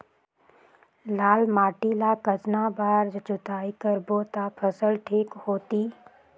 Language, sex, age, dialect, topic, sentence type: Chhattisgarhi, female, 18-24, Northern/Bhandar, agriculture, question